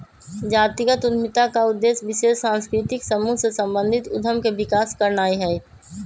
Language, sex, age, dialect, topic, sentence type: Magahi, male, 25-30, Western, banking, statement